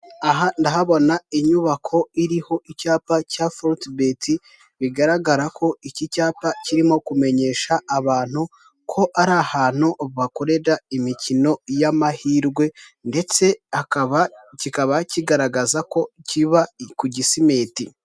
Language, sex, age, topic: Kinyarwanda, male, 18-24, government